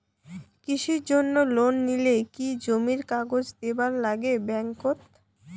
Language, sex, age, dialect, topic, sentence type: Bengali, female, 18-24, Rajbangshi, banking, question